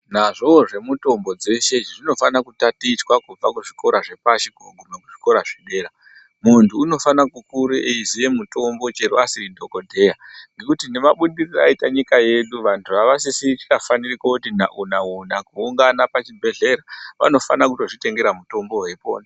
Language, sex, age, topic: Ndau, female, 36-49, health